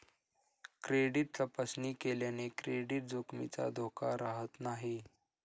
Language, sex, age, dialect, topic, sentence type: Marathi, male, 25-30, Standard Marathi, banking, statement